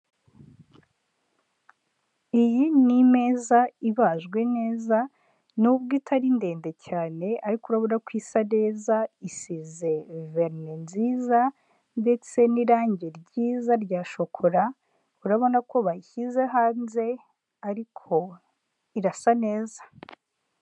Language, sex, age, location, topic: Kinyarwanda, female, 18-24, Huye, finance